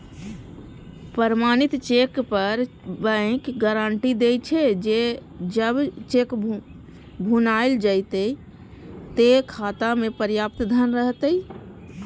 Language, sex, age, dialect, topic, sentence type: Maithili, female, 31-35, Eastern / Thethi, banking, statement